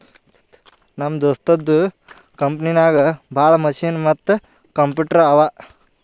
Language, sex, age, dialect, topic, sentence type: Kannada, male, 18-24, Northeastern, banking, statement